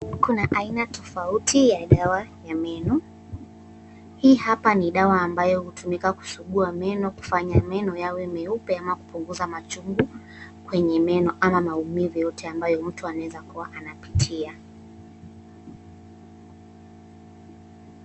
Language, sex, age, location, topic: Swahili, female, 18-24, Nairobi, health